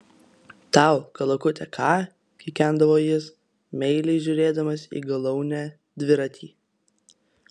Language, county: Lithuanian, Vilnius